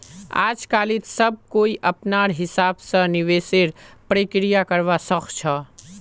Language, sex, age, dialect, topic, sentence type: Magahi, male, 18-24, Northeastern/Surjapuri, banking, statement